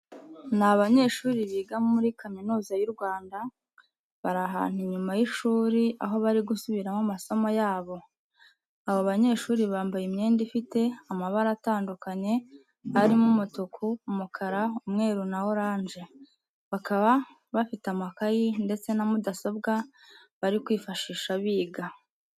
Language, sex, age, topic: Kinyarwanda, female, 25-35, education